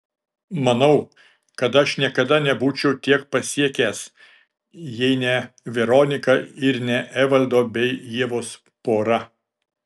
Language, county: Lithuanian, Šiauliai